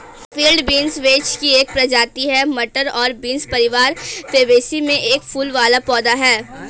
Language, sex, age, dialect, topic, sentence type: Hindi, female, 18-24, Hindustani Malvi Khadi Boli, agriculture, statement